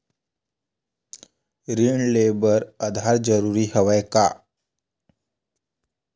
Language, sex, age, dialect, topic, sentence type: Chhattisgarhi, male, 25-30, Western/Budati/Khatahi, banking, question